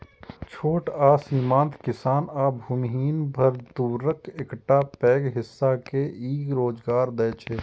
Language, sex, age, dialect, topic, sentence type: Maithili, male, 36-40, Eastern / Thethi, agriculture, statement